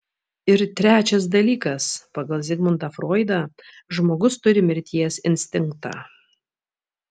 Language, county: Lithuanian, Vilnius